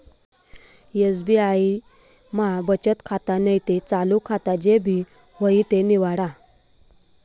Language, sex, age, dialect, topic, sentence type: Marathi, female, 25-30, Northern Konkan, banking, statement